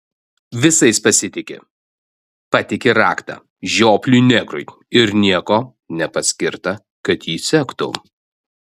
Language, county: Lithuanian, Vilnius